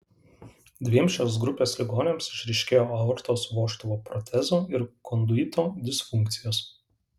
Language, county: Lithuanian, Alytus